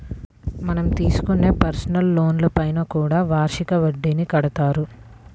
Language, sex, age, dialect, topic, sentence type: Telugu, female, 18-24, Central/Coastal, banking, statement